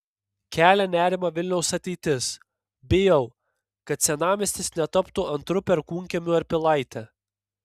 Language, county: Lithuanian, Panevėžys